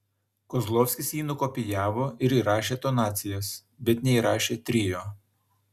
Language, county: Lithuanian, Šiauliai